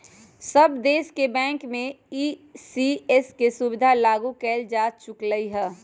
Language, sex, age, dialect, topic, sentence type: Magahi, female, 25-30, Western, banking, statement